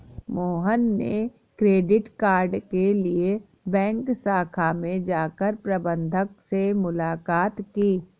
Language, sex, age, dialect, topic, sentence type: Hindi, female, 51-55, Awadhi Bundeli, banking, statement